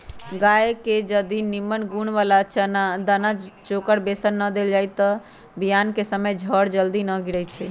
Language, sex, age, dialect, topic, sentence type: Magahi, female, 25-30, Western, agriculture, statement